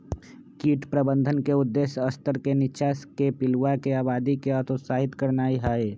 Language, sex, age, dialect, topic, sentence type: Magahi, male, 25-30, Western, agriculture, statement